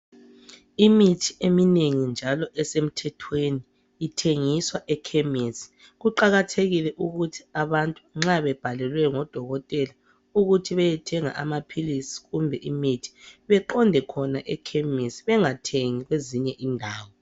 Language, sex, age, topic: North Ndebele, female, 25-35, health